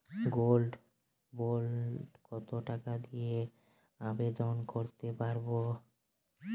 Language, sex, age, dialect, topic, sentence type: Bengali, male, 18-24, Jharkhandi, banking, question